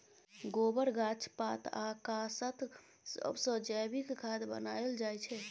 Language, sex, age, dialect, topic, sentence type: Maithili, female, 31-35, Bajjika, agriculture, statement